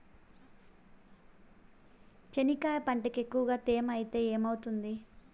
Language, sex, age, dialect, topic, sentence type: Telugu, female, 18-24, Southern, agriculture, question